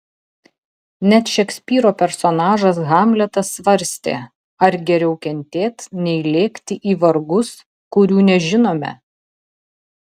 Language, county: Lithuanian, Telšiai